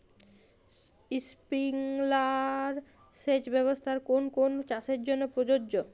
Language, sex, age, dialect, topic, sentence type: Bengali, female, 25-30, Jharkhandi, agriculture, question